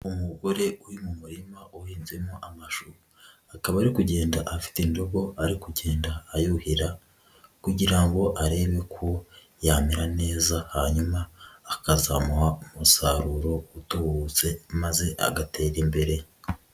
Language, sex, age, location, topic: Kinyarwanda, male, 25-35, Huye, education